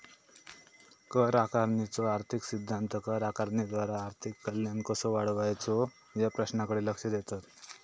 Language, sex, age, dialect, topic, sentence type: Marathi, male, 18-24, Southern Konkan, banking, statement